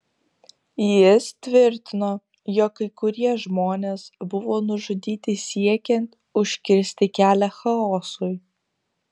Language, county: Lithuanian, Kaunas